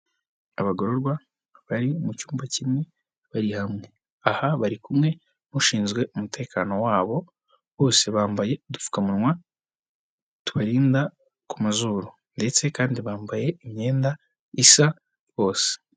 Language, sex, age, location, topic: Kinyarwanda, male, 25-35, Kigali, government